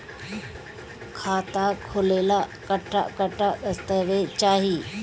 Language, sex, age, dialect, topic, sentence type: Bhojpuri, female, 36-40, Northern, banking, question